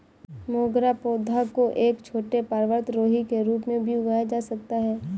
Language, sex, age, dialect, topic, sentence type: Hindi, female, 18-24, Kanauji Braj Bhasha, agriculture, statement